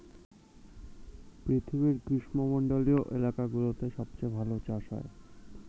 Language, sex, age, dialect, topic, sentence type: Bengali, male, 18-24, Standard Colloquial, agriculture, statement